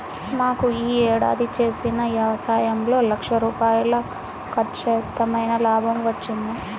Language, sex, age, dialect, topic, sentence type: Telugu, female, 18-24, Central/Coastal, banking, statement